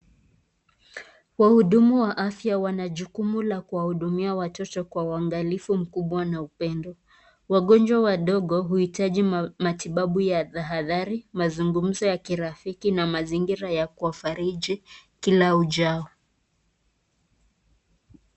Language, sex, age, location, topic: Swahili, female, 25-35, Nakuru, health